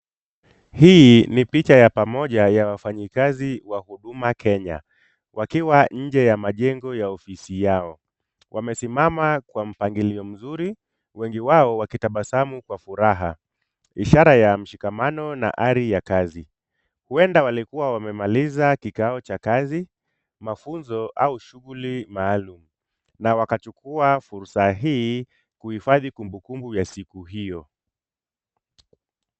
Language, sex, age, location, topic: Swahili, male, 25-35, Kisumu, government